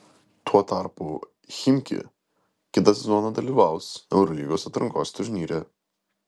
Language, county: Lithuanian, Vilnius